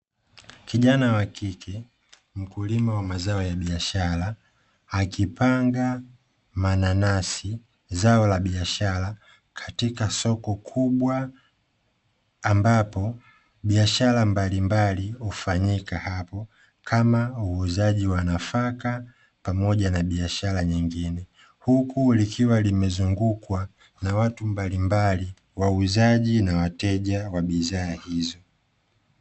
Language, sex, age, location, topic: Swahili, male, 25-35, Dar es Salaam, agriculture